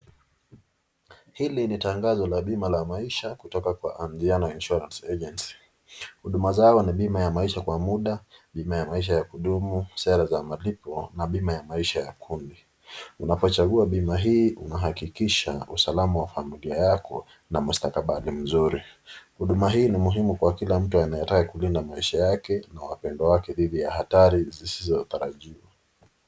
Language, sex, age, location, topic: Swahili, male, 25-35, Nakuru, finance